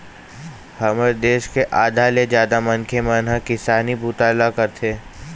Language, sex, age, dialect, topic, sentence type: Chhattisgarhi, male, 46-50, Eastern, agriculture, statement